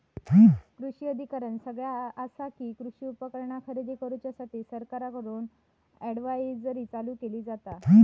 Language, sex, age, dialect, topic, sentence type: Marathi, female, 60-100, Southern Konkan, agriculture, statement